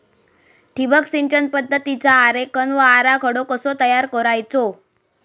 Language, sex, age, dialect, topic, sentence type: Marathi, female, 18-24, Southern Konkan, agriculture, question